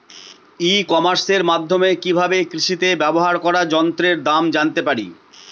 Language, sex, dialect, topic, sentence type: Bengali, male, Northern/Varendri, agriculture, question